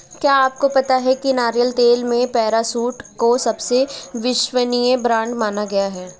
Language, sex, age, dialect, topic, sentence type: Hindi, female, 25-30, Marwari Dhudhari, agriculture, statement